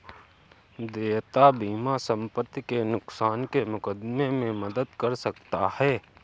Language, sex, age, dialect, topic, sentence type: Hindi, male, 18-24, Awadhi Bundeli, banking, statement